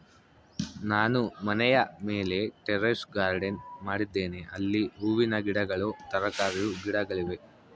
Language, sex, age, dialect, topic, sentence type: Kannada, male, 18-24, Central, agriculture, statement